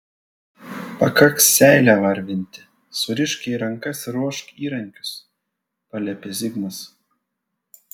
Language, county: Lithuanian, Vilnius